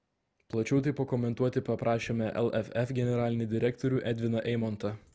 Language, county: Lithuanian, Vilnius